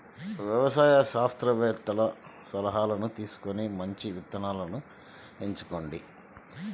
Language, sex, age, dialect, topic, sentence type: Telugu, male, 36-40, Central/Coastal, agriculture, statement